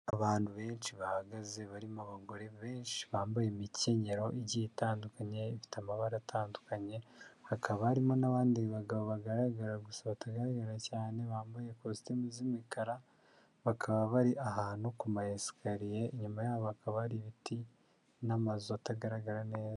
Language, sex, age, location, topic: Kinyarwanda, male, 50+, Kigali, government